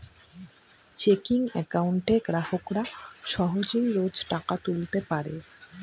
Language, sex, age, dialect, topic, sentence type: Bengali, female, <18, Northern/Varendri, banking, statement